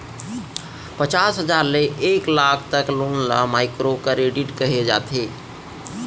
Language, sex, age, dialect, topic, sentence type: Chhattisgarhi, male, 25-30, Central, banking, statement